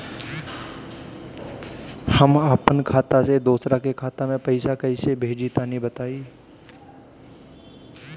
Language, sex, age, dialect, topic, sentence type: Bhojpuri, male, 25-30, Northern, banking, question